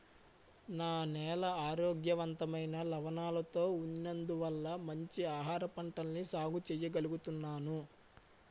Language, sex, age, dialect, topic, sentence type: Telugu, male, 18-24, Utterandhra, agriculture, statement